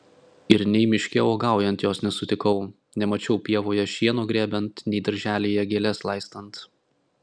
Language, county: Lithuanian, Klaipėda